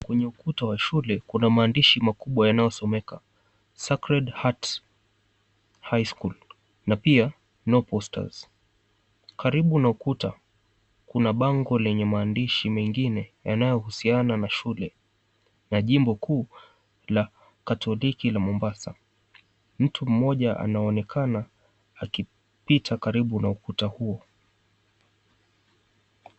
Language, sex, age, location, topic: Swahili, male, 18-24, Mombasa, education